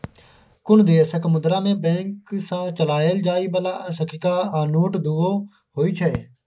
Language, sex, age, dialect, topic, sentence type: Maithili, male, 18-24, Bajjika, banking, statement